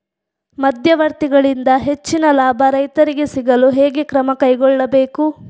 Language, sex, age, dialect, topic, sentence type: Kannada, female, 46-50, Coastal/Dakshin, agriculture, question